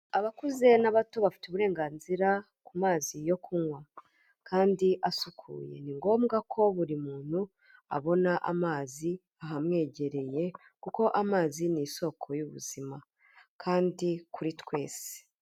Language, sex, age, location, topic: Kinyarwanda, female, 25-35, Kigali, health